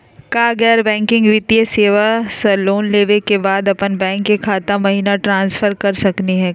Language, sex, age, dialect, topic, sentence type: Magahi, female, 31-35, Southern, banking, question